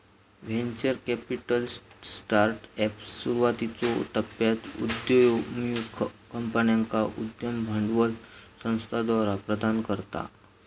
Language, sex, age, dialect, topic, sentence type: Marathi, male, 25-30, Southern Konkan, banking, statement